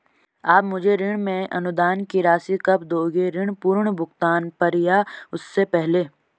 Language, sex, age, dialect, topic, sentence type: Hindi, male, 18-24, Garhwali, banking, question